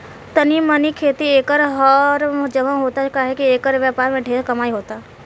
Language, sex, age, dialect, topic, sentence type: Bhojpuri, female, 18-24, Southern / Standard, agriculture, statement